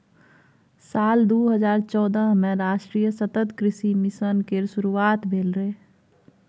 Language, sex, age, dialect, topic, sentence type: Maithili, female, 36-40, Bajjika, agriculture, statement